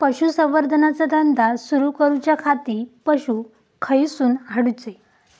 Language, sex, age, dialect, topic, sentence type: Marathi, female, 18-24, Southern Konkan, agriculture, question